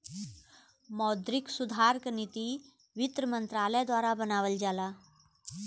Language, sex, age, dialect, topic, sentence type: Bhojpuri, female, 41-45, Western, banking, statement